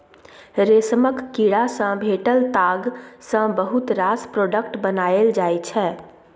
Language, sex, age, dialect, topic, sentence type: Maithili, female, 18-24, Bajjika, agriculture, statement